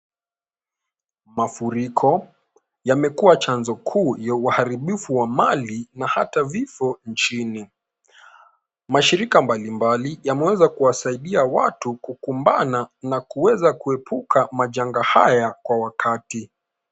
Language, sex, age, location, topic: Swahili, male, 18-24, Nairobi, health